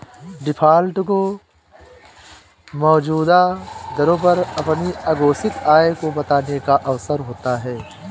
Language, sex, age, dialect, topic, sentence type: Hindi, male, 25-30, Awadhi Bundeli, banking, statement